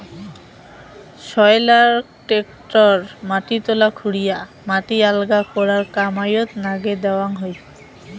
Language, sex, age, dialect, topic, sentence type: Bengali, female, 18-24, Rajbangshi, agriculture, statement